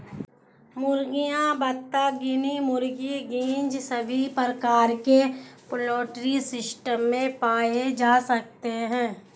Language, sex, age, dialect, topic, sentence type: Hindi, female, 18-24, Hindustani Malvi Khadi Boli, agriculture, statement